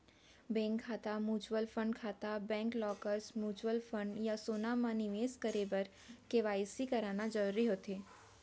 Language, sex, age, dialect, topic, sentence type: Chhattisgarhi, female, 31-35, Central, banking, statement